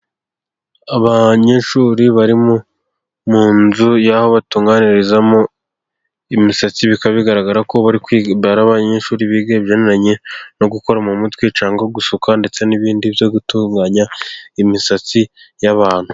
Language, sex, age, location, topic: Kinyarwanda, male, 25-35, Gakenke, education